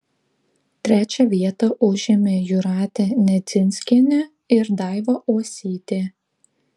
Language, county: Lithuanian, Klaipėda